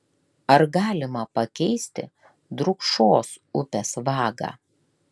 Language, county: Lithuanian, Klaipėda